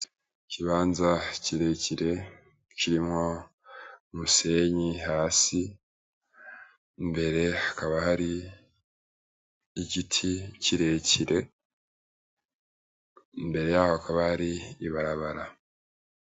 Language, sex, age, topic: Rundi, male, 18-24, education